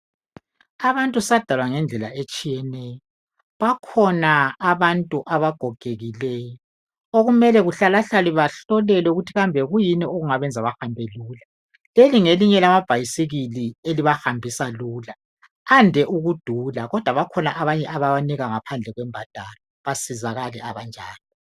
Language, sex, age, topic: North Ndebele, female, 50+, health